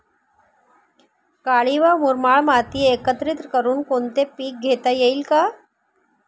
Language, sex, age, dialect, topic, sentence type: Marathi, female, 51-55, Northern Konkan, agriculture, question